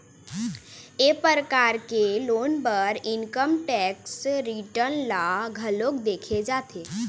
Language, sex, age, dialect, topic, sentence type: Chhattisgarhi, female, 41-45, Eastern, banking, statement